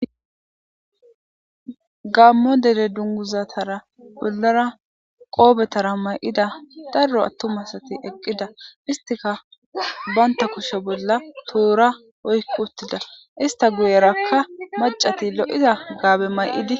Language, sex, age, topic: Gamo, female, 18-24, government